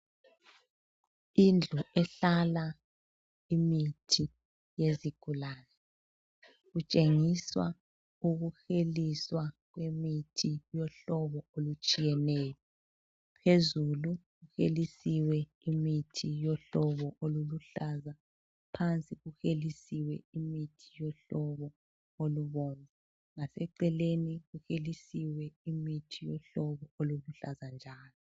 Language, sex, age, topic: North Ndebele, female, 36-49, health